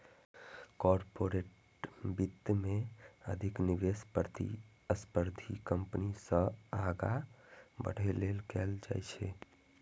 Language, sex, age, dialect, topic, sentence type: Maithili, male, 18-24, Eastern / Thethi, banking, statement